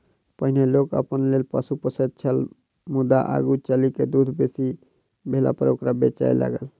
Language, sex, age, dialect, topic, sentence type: Maithili, male, 46-50, Southern/Standard, agriculture, statement